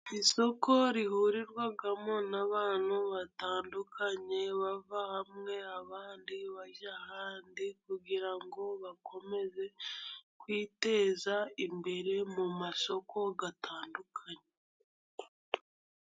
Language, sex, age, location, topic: Kinyarwanda, female, 50+, Musanze, finance